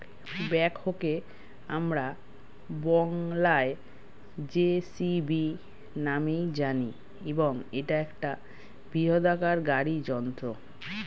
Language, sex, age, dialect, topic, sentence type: Bengali, female, 31-35, Standard Colloquial, agriculture, statement